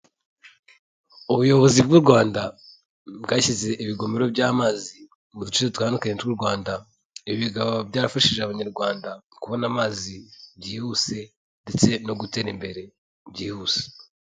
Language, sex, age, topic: Kinyarwanda, male, 18-24, health